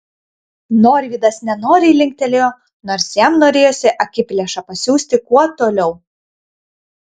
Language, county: Lithuanian, Kaunas